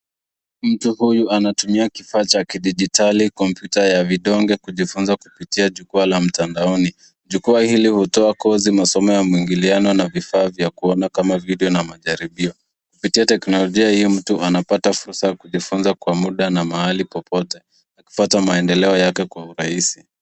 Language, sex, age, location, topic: Swahili, female, 25-35, Nairobi, education